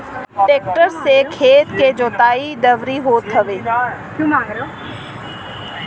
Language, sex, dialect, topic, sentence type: Bhojpuri, female, Northern, agriculture, statement